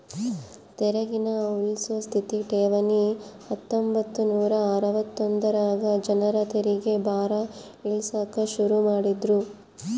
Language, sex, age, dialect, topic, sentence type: Kannada, female, 36-40, Central, banking, statement